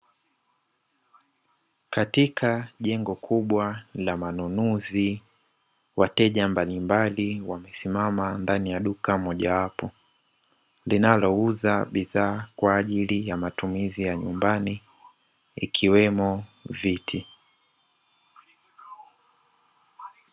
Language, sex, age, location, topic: Swahili, male, 25-35, Dar es Salaam, finance